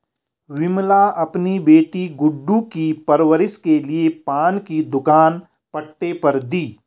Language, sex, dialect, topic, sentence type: Hindi, male, Garhwali, banking, statement